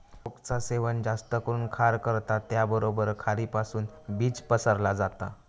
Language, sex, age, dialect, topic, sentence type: Marathi, male, 18-24, Southern Konkan, agriculture, statement